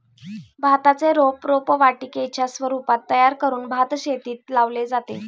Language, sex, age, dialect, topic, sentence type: Marathi, female, 18-24, Standard Marathi, agriculture, statement